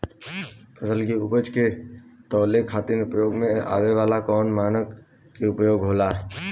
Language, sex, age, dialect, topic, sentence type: Bhojpuri, male, 18-24, Southern / Standard, agriculture, question